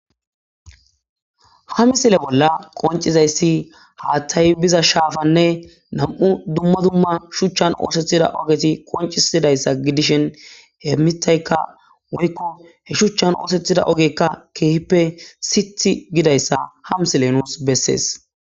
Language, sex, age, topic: Gamo, male, 18-24, agriculture